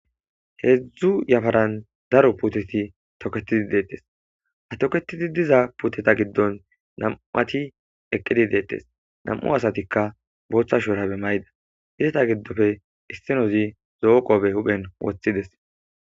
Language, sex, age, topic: Gamo, male, 18-24, agriculture